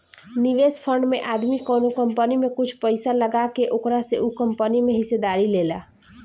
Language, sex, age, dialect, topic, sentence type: Bhojpuri, female, 18-24, Southern / Standard, banking, statement